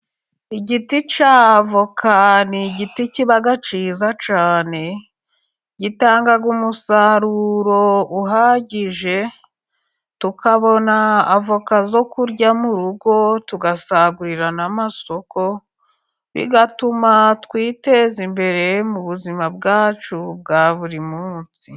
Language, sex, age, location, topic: Kinyarwanda, female, 25-35, Musanze, agriculture